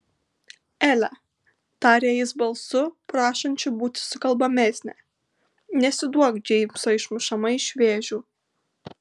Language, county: Lithuanian, Kaunas